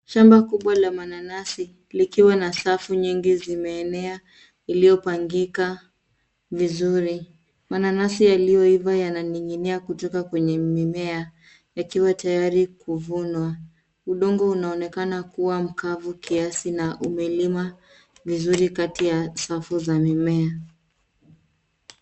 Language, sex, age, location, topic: Swahili, female, 18-24, Nairobi, agriculture